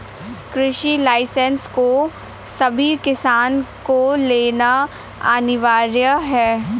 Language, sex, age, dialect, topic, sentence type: Hindi, female, 18-24, Awadhi Bundeli, agriculture, statement